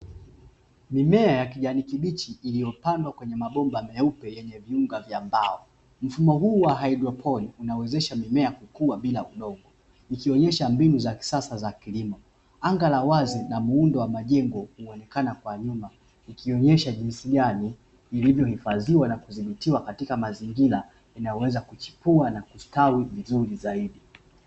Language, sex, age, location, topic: Swahili, male, 25-35, Dar es Salaam, agriculture